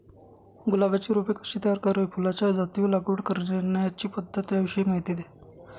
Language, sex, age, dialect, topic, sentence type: Marathi, male, 56-60, Northern Konkan, agriculture, question